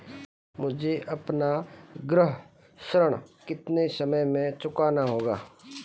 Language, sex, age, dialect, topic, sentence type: Hindi, male, 25-30, Marwari Dhudhari, banking, question